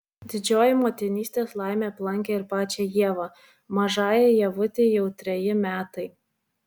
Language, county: Lithuanian, Vilnius